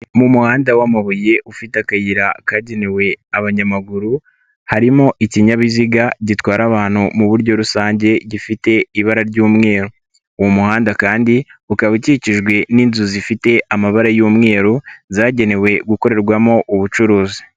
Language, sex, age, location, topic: Kinyarwanda, male, 18-24, Nyagatare, government